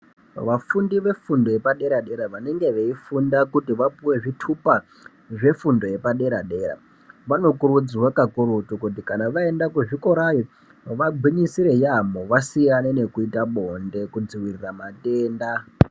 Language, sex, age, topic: Ndau, female, 25-35, education